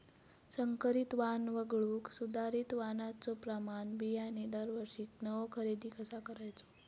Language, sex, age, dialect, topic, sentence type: Marathi, female, 18-24, Southern Konkan, agriculture, question